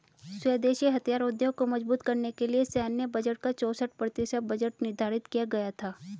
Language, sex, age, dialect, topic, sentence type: Hindi, female, 36-40, Hindustani Malvi Khadi Boli, banking, statement